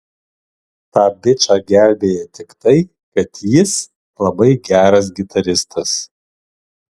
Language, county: Lithuanian, Alytus